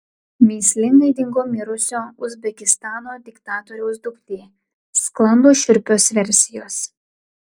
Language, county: Lithuanian, Klaipėda